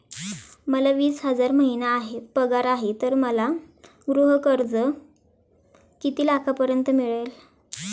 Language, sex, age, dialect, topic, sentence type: Marathi, female, 18-24, Standard Marathi, banking, question